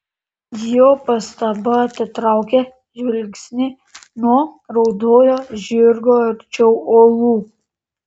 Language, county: Lithuanian, Panevėžys